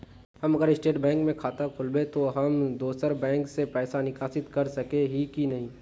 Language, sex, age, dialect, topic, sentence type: Magahi, male, 56-60, Northeastern/Surjapuri, banking, question